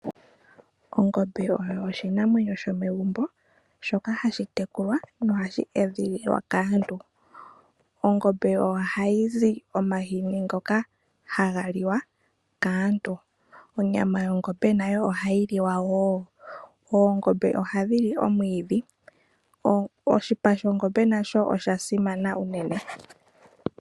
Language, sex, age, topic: Oshiwambo, female, 18-24, agriculture